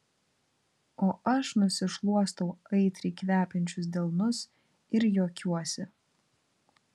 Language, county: Lithuanian, Vilnius